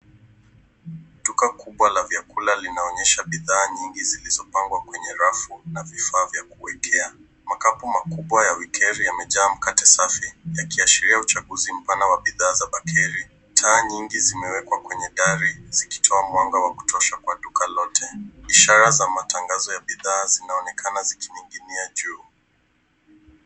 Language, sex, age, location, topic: Swahili, male, 18-24, Nairobi, finance